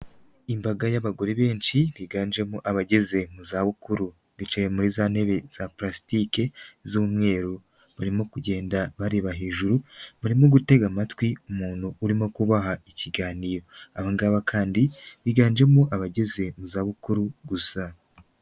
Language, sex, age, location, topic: Kinyarwanda, female, 25-35, Huye, health